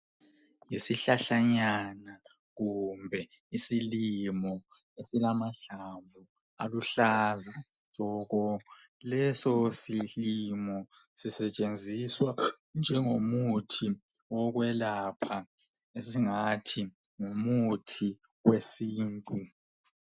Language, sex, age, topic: North Ndebele, male, 25-35, health